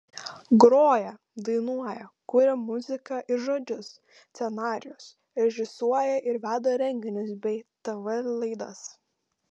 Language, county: Lithuanian, Panevėžys